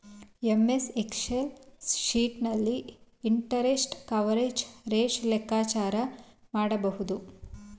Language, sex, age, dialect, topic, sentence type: Kannada, female, 18-24, Mysore Kannada, banking, statement